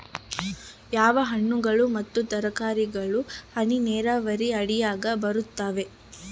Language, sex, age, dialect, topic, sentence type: Kannada, female, 18-24, Central, agriculture, question